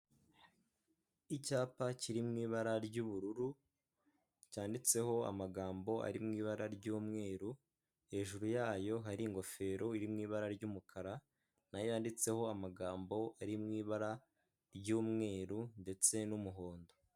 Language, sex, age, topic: Kinyarwanda, male, 18-24, government